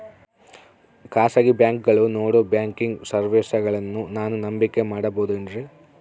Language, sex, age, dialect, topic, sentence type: Kannada, female, 36-40, Central, banking, question